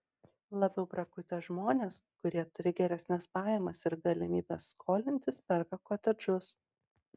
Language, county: Lithuanian, Marijampolė